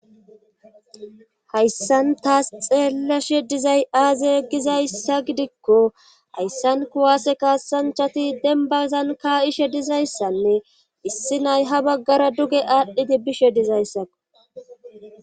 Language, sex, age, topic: Gamo, female, 25-35, government